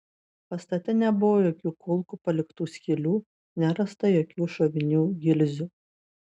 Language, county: Lithuanian, Vilnius